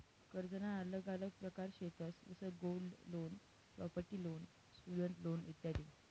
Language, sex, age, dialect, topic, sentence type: Marathi, female, 18-24, Northern Konkan, banking, statement